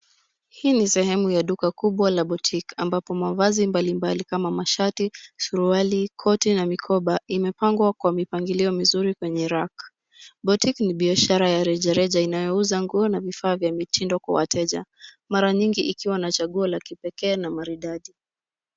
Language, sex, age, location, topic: Swahili, female, 18-24, Nairobi, finance